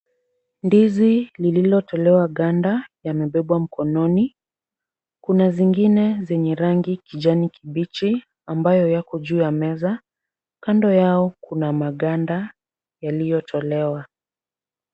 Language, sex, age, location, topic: Swahili, female, 36-49, Kisumu, agriculture